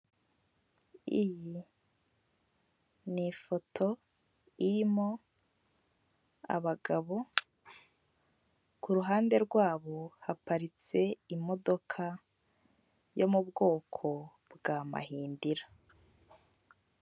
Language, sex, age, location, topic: Kinyarwanda, female, 18-24, Kigali, finance